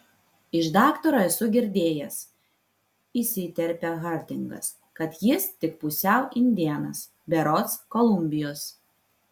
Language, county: Lithuanian, Vilnius